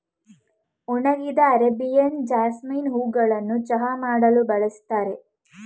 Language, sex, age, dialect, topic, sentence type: Kannada, female, 18-24, Mysore Kannada, agriculture, statement